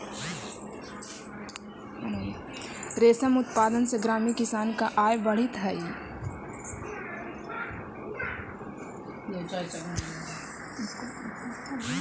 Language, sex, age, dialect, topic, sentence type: Magahi, female, 25-30, Central/Standard, agriculture, statement